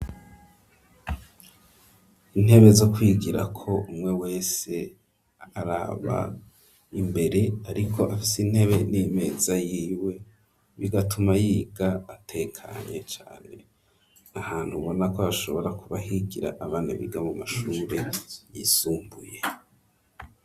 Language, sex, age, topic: Rundi, male, 25-35, education